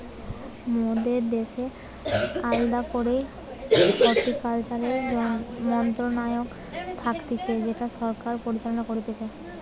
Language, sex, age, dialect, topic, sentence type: Bengali, female, 18-24, Western, agriculture, statement